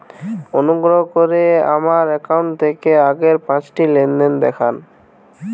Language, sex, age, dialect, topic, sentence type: Bengali, male, 18-24, Western, banking, statement